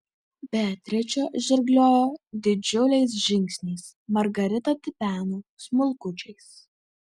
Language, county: Lithuanian, Vilnius